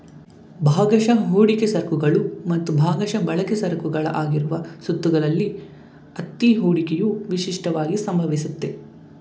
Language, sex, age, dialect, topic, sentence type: Kannada, male, 18-24, Mysore Kannada, banking, statement